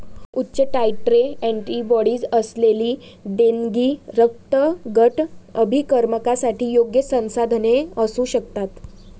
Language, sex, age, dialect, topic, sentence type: Marathi, female, 18-24, Varhadi, banking, statement